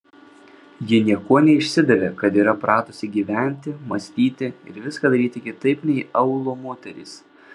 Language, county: Lithuanian, Vilnius